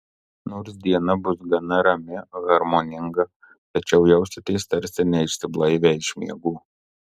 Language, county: Lithuanian, Marijampolė